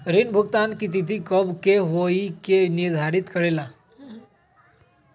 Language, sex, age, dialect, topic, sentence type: Magahi, male, 18-24, Western, banking, question